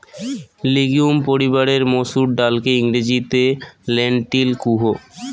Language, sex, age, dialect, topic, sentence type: Bengali, male, 25-30, Rajbangshi, agriculture, statement